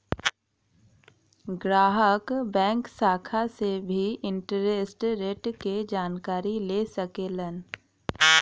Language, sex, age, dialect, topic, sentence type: Bhojpuri, female, 25-30, Western, banking, statement